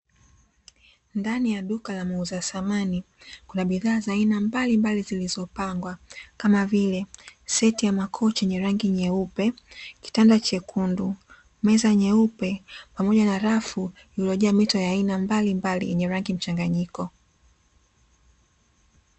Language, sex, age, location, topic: Swahili, female, 18-24, Dar es Salaam, finance